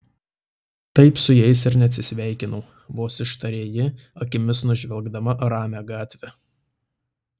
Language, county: Lithuanian, Tauragė